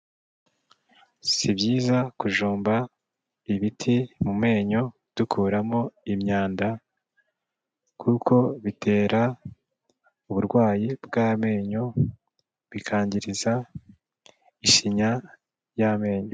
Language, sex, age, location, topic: Kinyarwanda, male, 25-35, Kigali, health